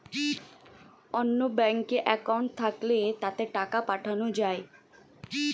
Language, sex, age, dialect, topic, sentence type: Bengali, female, 18-24, Standard Colloquial, banking, statement